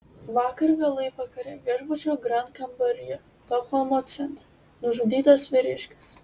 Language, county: Lithuanian, Utena